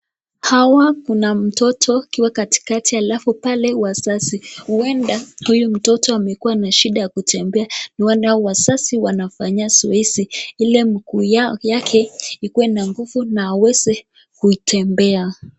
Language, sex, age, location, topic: Swahili, female, 18-24, Nakuru, health